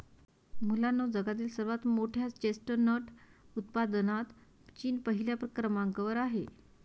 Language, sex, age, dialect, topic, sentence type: Marathi, female, 31-35, Varhadi, agriculture, statement